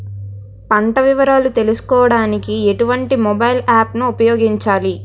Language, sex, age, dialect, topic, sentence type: Telugu, female, 18-24, Utterandhra, agriculture, question